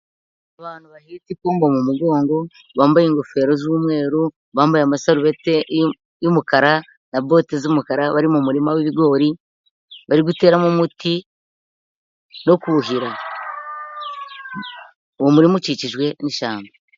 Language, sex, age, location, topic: Kinyarwanda, female, 50+, Nyagatare, agriculture